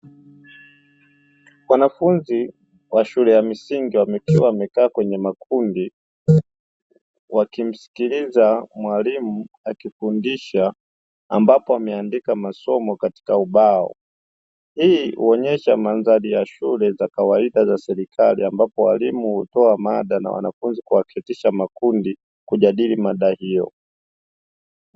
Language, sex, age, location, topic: Swahili, male, 25-35, Dar es Salaam, education